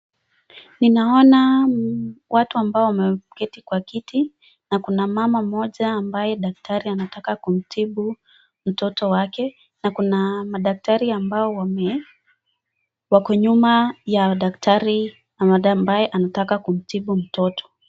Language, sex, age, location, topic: Swahili, female, 25-35, Nakuru, health